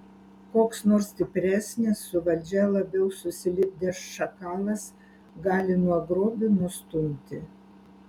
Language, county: Lithuanian, Alytus